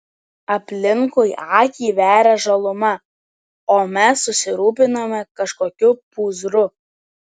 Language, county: Lithuanian, Telšiai